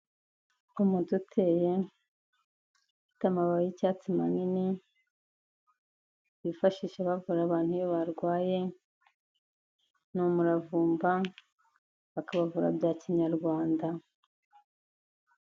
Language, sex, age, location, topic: Kinyarwanda, female, 50+, Kigali, health